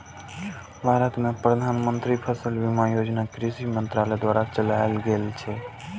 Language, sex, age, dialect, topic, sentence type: Maithili, male, 18-24, Eastern / Thethi, banking, statement